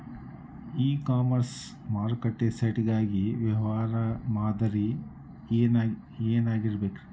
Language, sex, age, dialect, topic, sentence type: Kannada, male, 41-45, Dharwad Kannada, agriculture, question